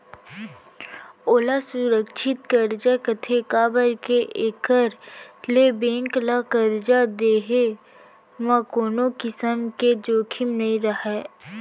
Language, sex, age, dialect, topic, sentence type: Chhattisgarhi, female, 18-24, Central, banking, statement